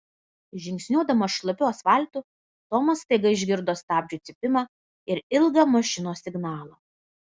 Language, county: Lithuanian, Vilnius